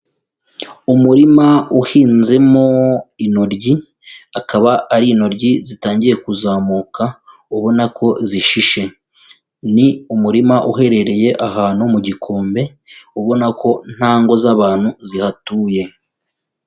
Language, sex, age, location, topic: Kinyarwanda, female, 25-35, Kigali, agriculture